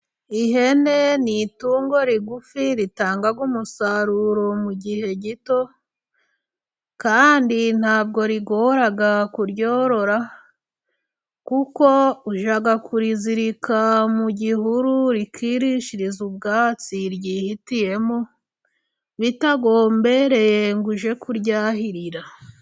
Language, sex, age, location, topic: Kinyarwanda, female, 25-35, Musanze, agriculture